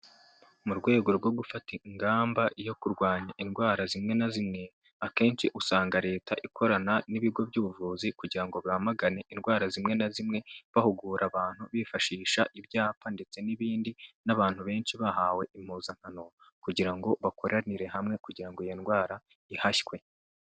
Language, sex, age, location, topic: Kinyarwanda, male, 18-24, Kigali, health